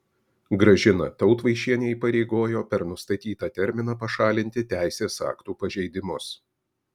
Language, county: Lithuanian, Kaunas